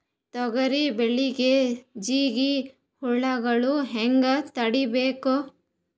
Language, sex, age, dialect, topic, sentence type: Kannada, female, 18-24, Northeastern, agriculture, question